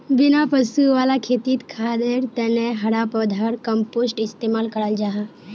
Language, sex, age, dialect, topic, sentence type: Magahi, female, 18-24, Northeastern/Surjapuri, agriculture, statement